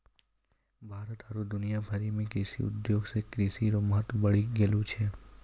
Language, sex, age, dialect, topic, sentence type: Maithili, male, 18-24, Angika, agriculture, statement